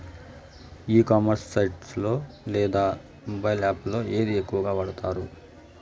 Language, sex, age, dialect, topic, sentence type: Telugu, male, 46-50, Southern, agriculture, question